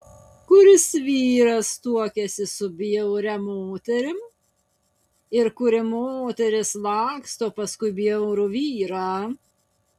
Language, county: Lithuanian, Utena